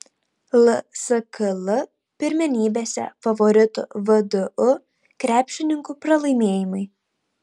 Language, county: Lithuanian, Tauragė